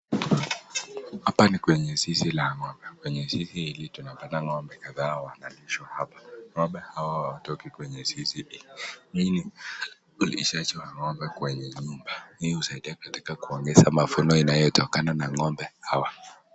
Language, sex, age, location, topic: Swahili, male, 18-24, Nakuru, agriculture